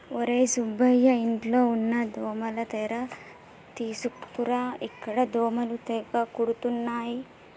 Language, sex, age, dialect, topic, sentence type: Telugu, female, 18-24, Telangana, agriculture, statement